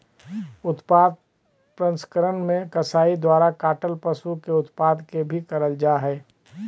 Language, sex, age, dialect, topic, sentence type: Magahi, male, 31-35, Southern, agriculture, statement